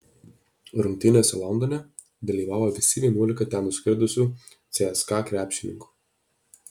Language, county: Lithuanian, Alytus